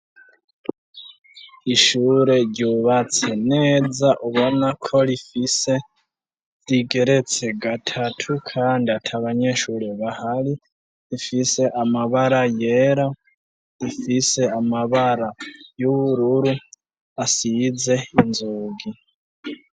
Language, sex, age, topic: Rundi, female, 25-35, education